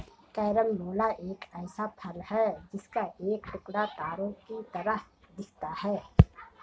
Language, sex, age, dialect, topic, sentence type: Hindi, female, 51-55, Marwari Dhudhari, agriculture, statement